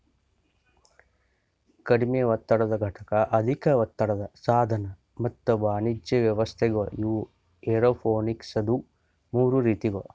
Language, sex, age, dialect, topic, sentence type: Kannada, male, 60-100, Northeastern, agriculture, statement